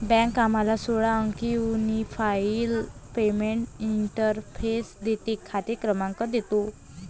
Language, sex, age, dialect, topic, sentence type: Marathi, female, 25-30, Varhadi, banking, statement